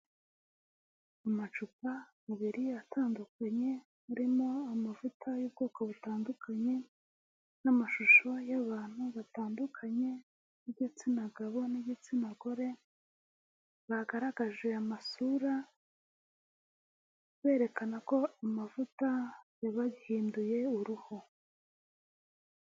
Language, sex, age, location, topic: Kinyarwanda, female, 18-24, Huye, health